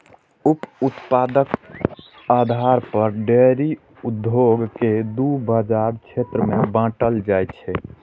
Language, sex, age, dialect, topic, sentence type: Maithili, male, 18-24, Eastern / Thethi, agriculture, statement